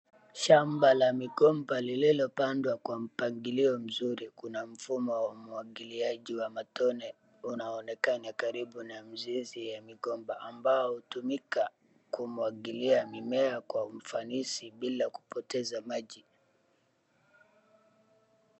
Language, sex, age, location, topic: Swahili, male, 36-49, Wajir, agriculture